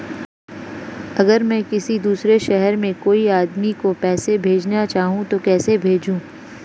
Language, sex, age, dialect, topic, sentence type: Hindi, female, 25-30, Marwari Dhudhari, banking, question